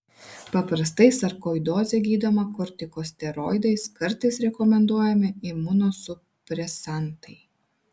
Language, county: Lithuanian, Vilnius